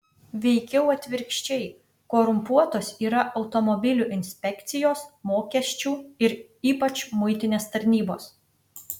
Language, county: Lithuanian, Utena